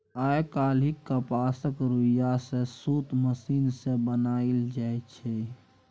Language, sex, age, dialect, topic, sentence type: Maithili, male, 56-60, Bajjika, agriculture, statement